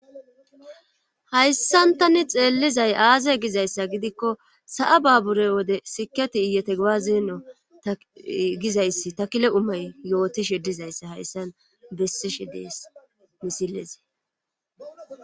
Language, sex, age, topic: Gamo, female, 18-24, government